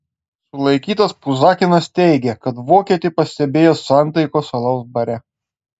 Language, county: Lithuanian, Klaipėda